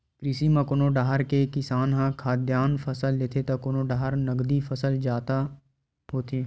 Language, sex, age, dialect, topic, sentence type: Chhattisgarhi, male, 18-24, Western/Budati/Khatahi, agriculture, statement